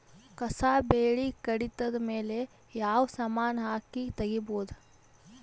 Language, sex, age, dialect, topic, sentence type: Kannada, female, 18-24, Northeastern, agriculture, question